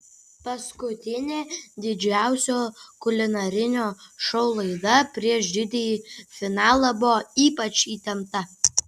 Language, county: Lithuanian, Kaunas